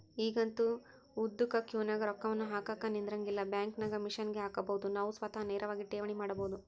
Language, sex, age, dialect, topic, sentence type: Kannada, female, 51-55, Central, banking, statement